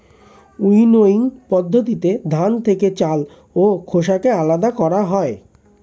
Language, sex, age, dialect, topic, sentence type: Bengali, male, 25-30, Standard Colloquial, agriculture, statement